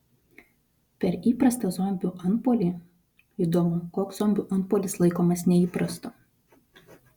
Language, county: Lithuanian, Vilnius